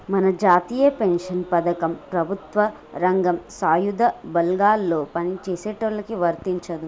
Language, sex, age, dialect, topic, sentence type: Telugu, female, 18-24, Telangana, banking, statement